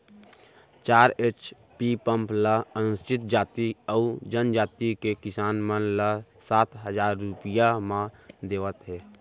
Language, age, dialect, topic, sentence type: Chhattisgarhi, 18-24, Central, agriculture, statement